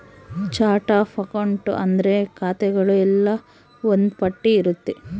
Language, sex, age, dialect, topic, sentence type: Kannada, female, 18-24, Central, banking, statement